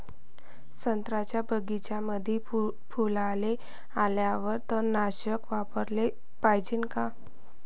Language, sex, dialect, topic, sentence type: Marathi, female, Varhadi, agriculture, question